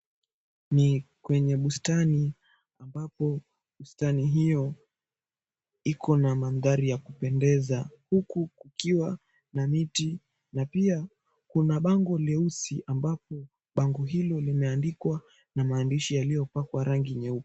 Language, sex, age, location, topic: Swahili, male, 18-24, Mombasa, government